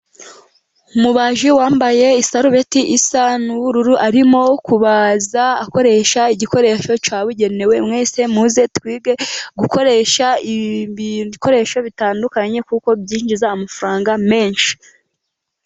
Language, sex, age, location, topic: Kinyarwanda, female, 18-24, Musanze, education